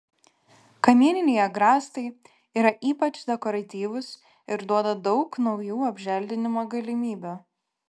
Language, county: Lithuanian, Klaipėda